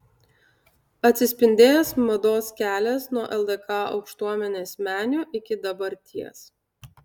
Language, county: Lithuanian, Utena